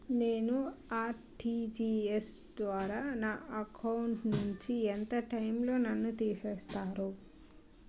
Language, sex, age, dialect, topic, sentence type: Telugu, female, 18-24, Utterandhra, banking, question